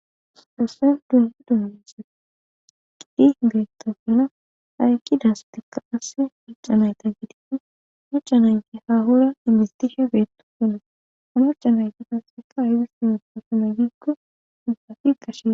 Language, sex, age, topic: Gamo, female, 25-35, government